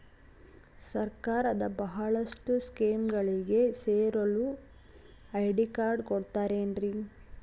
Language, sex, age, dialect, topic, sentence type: Kannada, female, 18-24, Central, banking, question